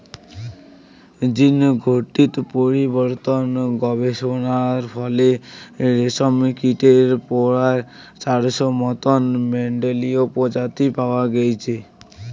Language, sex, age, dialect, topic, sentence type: Bengali, male, <18, Rajbangshi, agriculture, statement